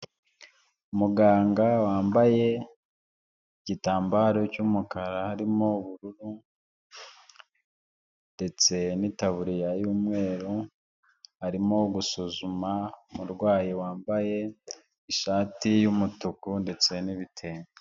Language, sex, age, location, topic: Kinyarwanda, male, 25-35, Huye, health